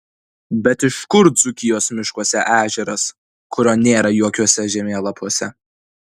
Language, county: Lithuanian, Kaunas